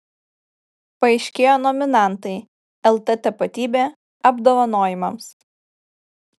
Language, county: Lithuanian, Kaunas